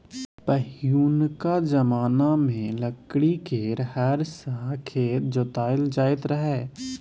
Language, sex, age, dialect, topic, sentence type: Maithili, male, 18-24, Bajjika, agriculture, statement